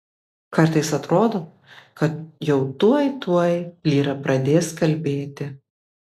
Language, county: Lithuanian, Vilnius